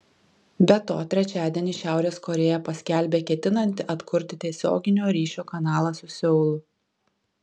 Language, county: Lithuanian, Kaunas